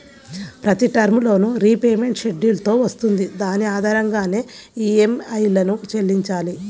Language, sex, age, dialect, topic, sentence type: Telugu, female, 18-24, Central/Coastal, banking, statement